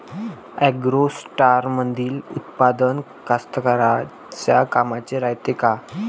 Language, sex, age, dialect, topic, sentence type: Marathi, male, <18, Varhadi, agriculture, question